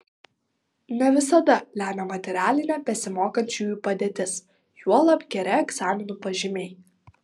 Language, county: Lithuanian, Vilnius